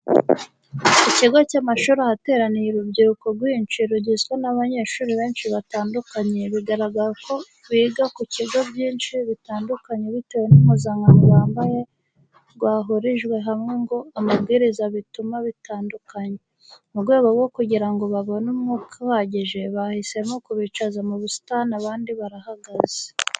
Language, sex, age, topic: Kinyarwanda, female, 25-35, education